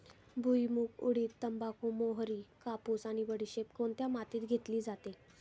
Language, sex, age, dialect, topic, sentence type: Marathi, female, 18-24, Standard Marathi, agriculture, question